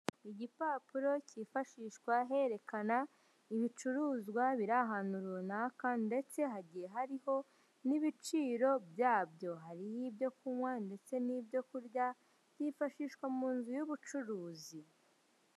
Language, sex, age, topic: Kinyarwanda, male, 25-35, finance